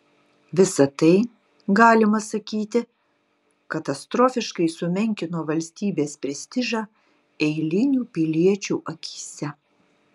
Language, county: Lithuanian, Utena